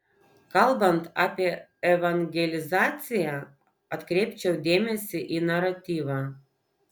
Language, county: Lithuanian, Vilnius